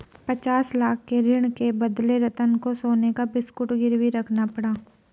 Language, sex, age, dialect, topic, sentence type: Hindi, female, 25-30, Marwari Dhudhari, banking, statement